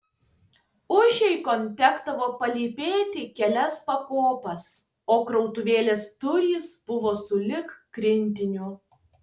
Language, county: Lithuanian, Tauragė